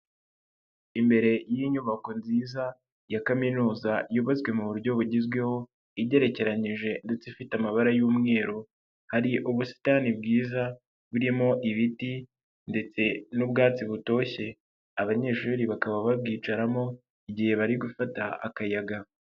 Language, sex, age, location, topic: Kinyarwanda, male, 25-35, Nyagatare, education